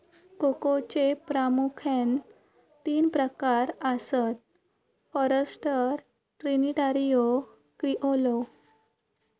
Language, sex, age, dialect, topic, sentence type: Marathi, female, 18-24, Southern Konkan, agriculture, statement